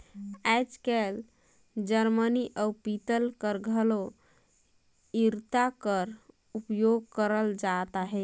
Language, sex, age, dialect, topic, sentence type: Chhattisgarhi, female, 18-24, Northern/Bhandar, agriculture, statement